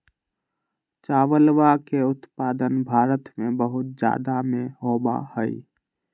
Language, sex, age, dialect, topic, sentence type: Magahi, male, 18-24, Western, agriculture, statement